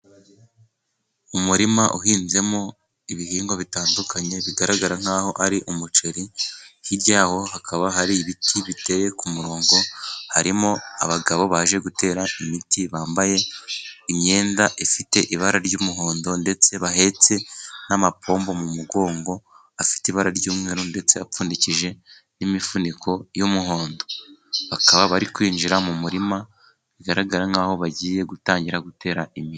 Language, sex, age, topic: Kinyarwanda, male, 18-24, agriculture